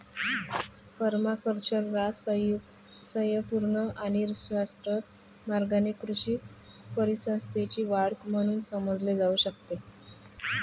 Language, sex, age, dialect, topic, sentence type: Marathi, male, 31-35, Varhadi, agriculture, statement